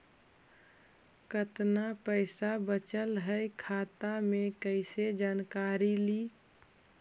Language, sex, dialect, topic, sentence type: Magahi, female, Central/Standard, banking, question